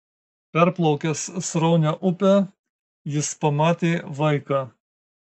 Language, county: Lithuanian, Marijampolė